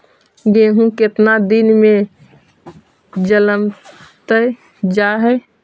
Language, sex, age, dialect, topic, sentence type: Magahi, female, 18-24, Central/Standard, agriculture, question